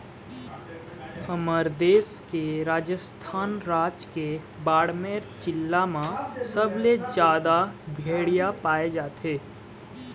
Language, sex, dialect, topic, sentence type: Chhattisgarhi, male, Eastern, agriculture, statement